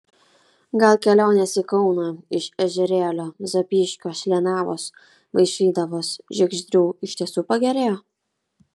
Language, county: Lithuanian, Kaunas